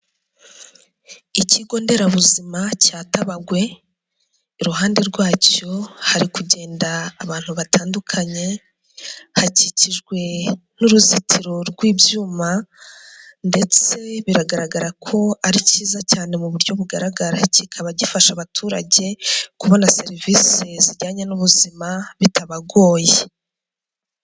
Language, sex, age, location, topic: Kinyarwanda, female, 25-35, Huye, health